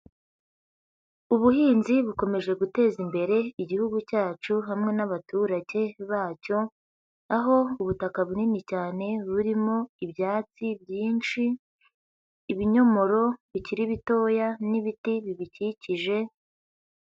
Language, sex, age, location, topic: Kinyarwanda, female, 18-24, Huye, agriculture